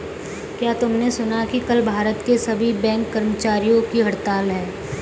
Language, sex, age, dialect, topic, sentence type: Hindi, female, 18-24, Kanauji Braj Bhasha, banking, statement